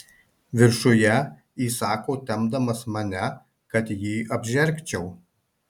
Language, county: Lithuanian, Marijampolė